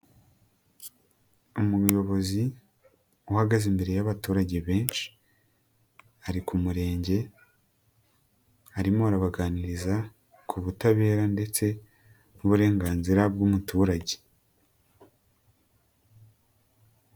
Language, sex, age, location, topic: Kinyarwanda, male, 18-24, Nyagatare, government